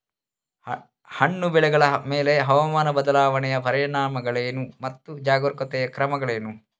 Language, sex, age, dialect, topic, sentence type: Kannada, male, 36-40, Coastal/Dakshin, agriculture, question